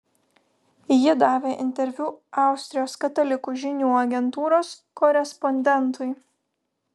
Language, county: Lithuanian, Vilnius